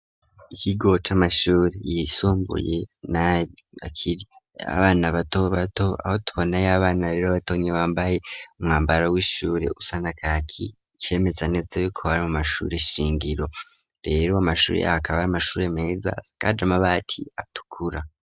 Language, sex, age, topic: Rundi, male, 25-35, education